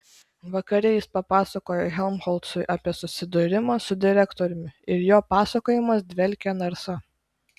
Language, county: Lithuanian, Klaipėda